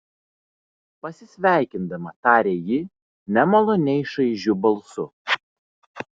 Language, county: Lithuanian, Vilnius